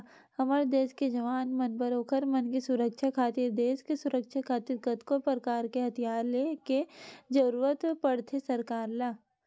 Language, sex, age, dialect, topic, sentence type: Chhattisgarhi, female, 18-24, Western/Budati/Khatahi, banking, statement